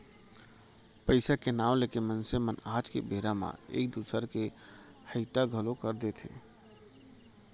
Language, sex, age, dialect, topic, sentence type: Chhattisgarhi, male, 25-30, Central, banking, statement